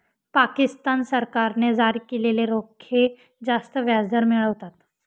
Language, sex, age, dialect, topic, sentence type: Marathi, female, 18-24, Northern Konkan, banking, statement